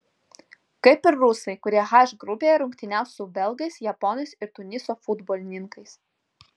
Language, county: Lithuanian, Vilnius